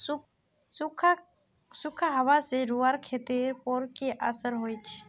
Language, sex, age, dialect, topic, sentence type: Magahi, male, 41-45, Northeastern/Surjapuri, agriculture, question